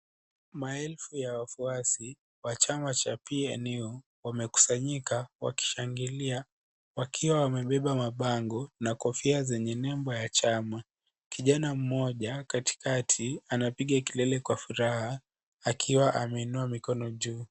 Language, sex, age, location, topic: Swahili, male, 18-24, Kisumu, government